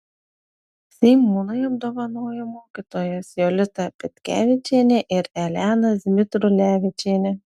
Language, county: Lithuanian, Telšiai